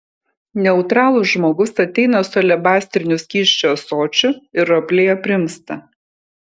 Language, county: Lithuanian, Kaunas